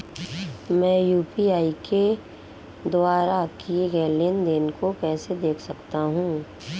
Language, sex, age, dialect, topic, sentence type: Hindi, female, 18-24, Marwari Dhudhari, banking, question